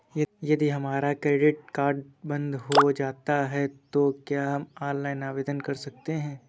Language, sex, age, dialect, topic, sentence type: Hindi, male, 25-30, Awadhi Bundeli, banking, question